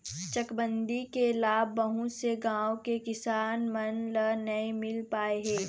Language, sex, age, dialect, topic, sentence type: Chhattisgarhi, female, 25-30, Eastern, agriculture, statement